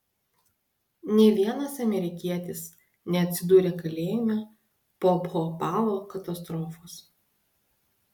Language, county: Lithuanian, Klaipėda